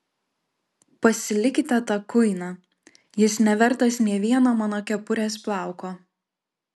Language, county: Lithuanian, Klaipėda